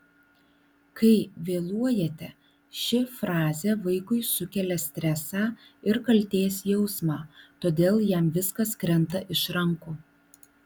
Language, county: Lithuanian, Vilnius